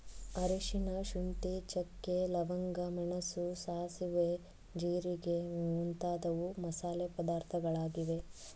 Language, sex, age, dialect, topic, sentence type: Kannada, female, 36-40, Mysore Kannada, agriculture, statement